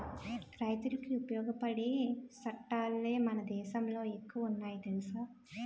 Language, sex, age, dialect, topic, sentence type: Telugu, female, 18-24, Utterandhra, agriculture, statement